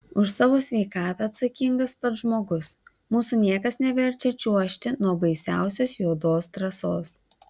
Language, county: Lithuanian, Vilnius